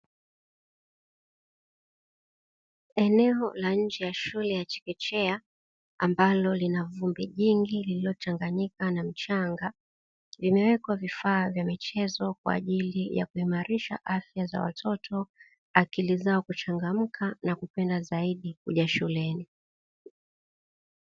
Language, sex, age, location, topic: Swahili, female, 36-49, Dar es Salaam, education